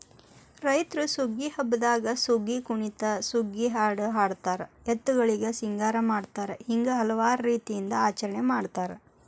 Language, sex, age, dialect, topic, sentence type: Kannada, female, 25-30, Dharwad Kannada, agriculture, statement